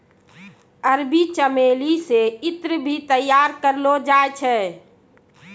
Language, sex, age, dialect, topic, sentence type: Maithili, female, 36-40, Angika, agriculture, statement